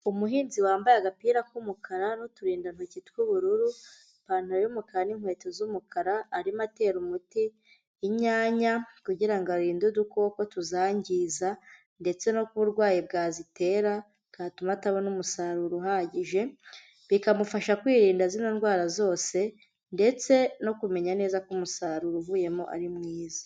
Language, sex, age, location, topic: Kinyarwanda, female, 25-35, Huye, agriculture